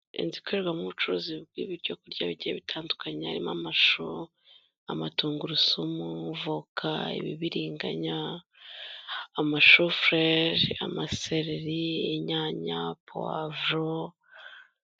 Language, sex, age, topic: Kinyarwanda, female, 25-35, finance